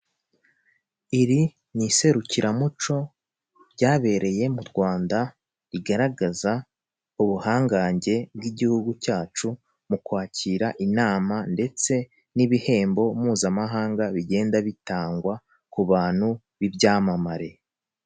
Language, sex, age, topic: Kinyarwanda, male, 25-35, government